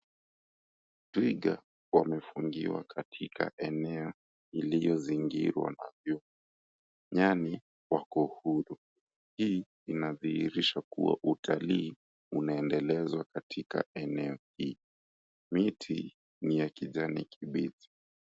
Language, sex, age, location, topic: Swahili, male, 18-24, Mombasa, agriculture